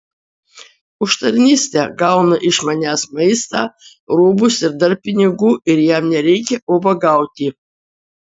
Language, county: Lithuanian, Utena